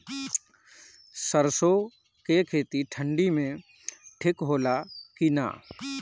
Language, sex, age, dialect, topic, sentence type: Bhojpuri, male, 31-35, Northern, agriculture, question